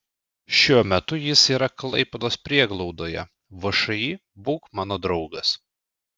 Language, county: Lithuanian, Klaipėda